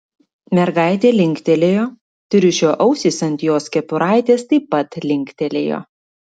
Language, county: Lithuanian, Klaipėda